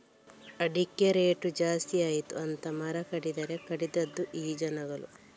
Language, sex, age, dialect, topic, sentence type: Kannada, female, 36-40, Coastal/Dakshin, agriculture, statement